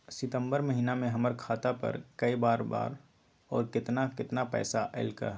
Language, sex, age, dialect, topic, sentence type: Magahi, male, 18-24, Western, banking, question